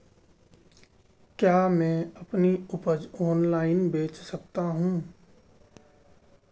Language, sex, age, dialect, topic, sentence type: Hindi, male, 18-24, Marwari Dhudhari, agriculture, question